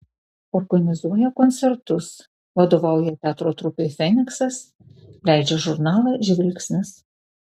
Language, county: Lithuanian, Alytus